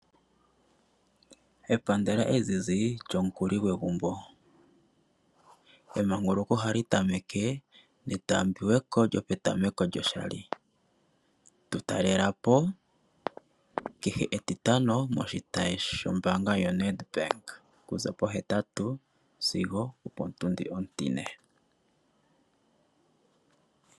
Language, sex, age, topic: Oshiwambo, male, 25-35, finance